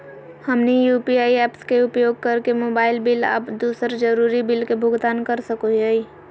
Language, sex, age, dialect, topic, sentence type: Magahi, female, 25-30, Southern, banking, statement